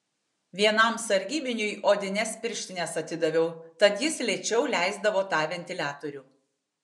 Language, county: Lithuanian, Tauragė